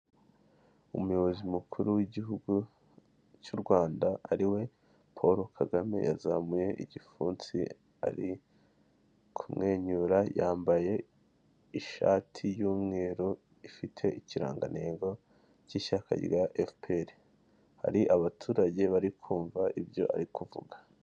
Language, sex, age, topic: Kinyarwanda, male, 18-24, government